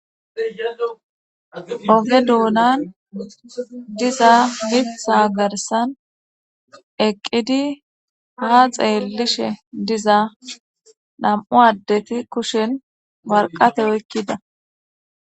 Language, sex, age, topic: Gamo, female, 25-35, government